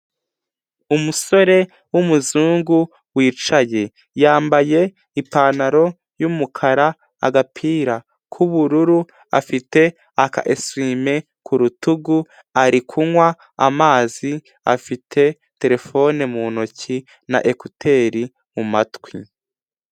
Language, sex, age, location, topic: Kinyarwanda, male, 18-24, Huye, health